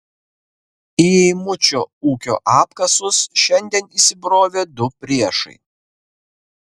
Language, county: Lithuanian, Kaunas